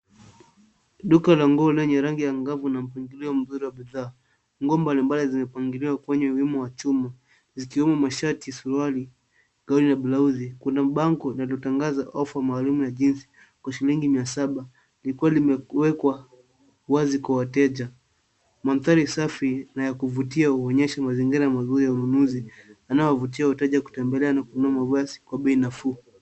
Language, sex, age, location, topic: Swahili, male, 18-24, Nairobi, finance